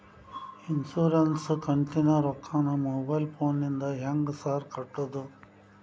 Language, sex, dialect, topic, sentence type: Kannada, male, Dharwad Kannada, banking, question